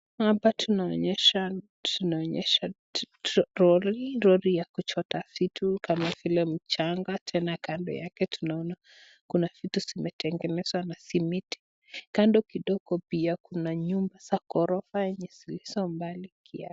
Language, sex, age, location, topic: Swahili, female, 25-35, Nakuru, government